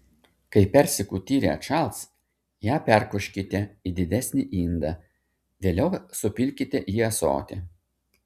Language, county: Lithuanian, Šiauliai